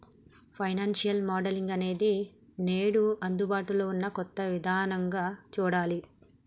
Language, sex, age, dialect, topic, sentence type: Telugu, male, 31-35, Telangana, banking, statement